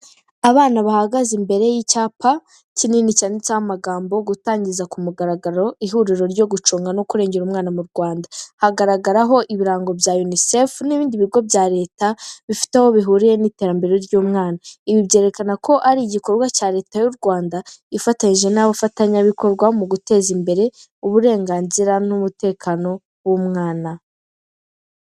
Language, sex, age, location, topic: Kinyarwanda, female, 18-24, Kigali, health